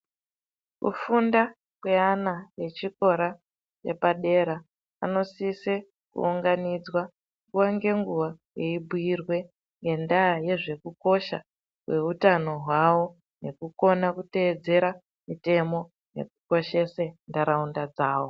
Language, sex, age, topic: Ndau, female, 36-49, education